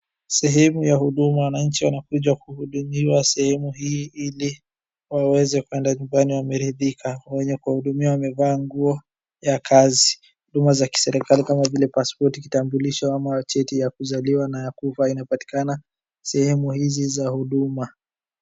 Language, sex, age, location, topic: Swahili, male, 50+, Wajir, government